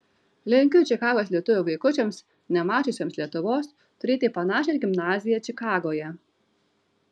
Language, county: Lithuanian, Vilnius